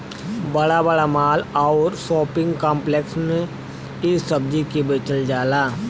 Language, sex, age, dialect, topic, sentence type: Bhojpuri, male, 60-100, Western, agriculture, statement